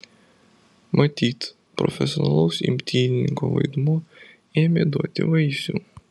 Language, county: Lithuanian, Vilnius